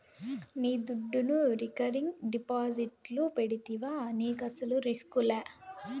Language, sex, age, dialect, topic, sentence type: Telugu, female, 18-24, Southern, banking, statement